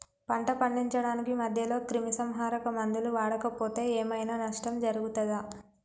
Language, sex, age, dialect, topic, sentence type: Telugu, female, 18-24, Telangana, agriculture, question